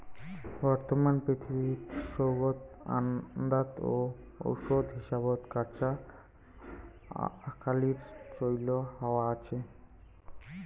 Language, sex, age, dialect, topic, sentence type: Bengali, male, 18-24, Rajbangshi, agriculture, statement